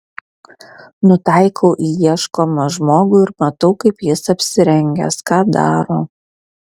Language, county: Lithuanian, Vilnius